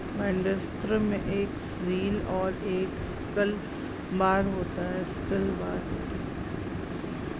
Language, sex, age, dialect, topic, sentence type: Hindi, female, 36-40, Hindustani Malvi Khadi Boli, agriculture, statement